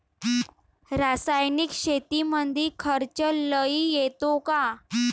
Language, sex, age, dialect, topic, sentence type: Marathi, female, 18-24, Varhadi, agriculture, question